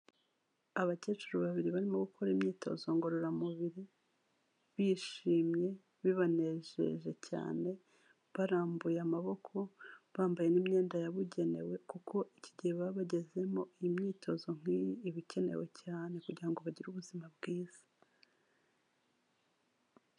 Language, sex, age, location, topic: Kinyarwanda, female, 36-49, Kigali, health